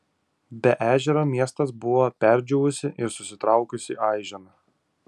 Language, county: Lithuanian, Utena